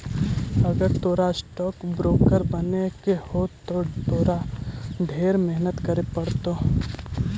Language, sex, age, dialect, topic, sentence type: Magahi, male, 18-24, Central/Standard, banking, statement